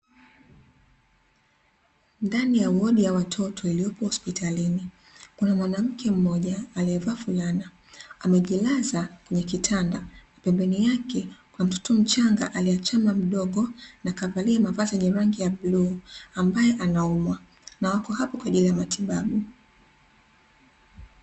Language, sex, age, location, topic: Swahili, female, 25-35, Dar es Salaam, health